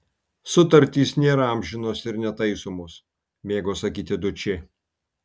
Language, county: Lithuanian, Kaunas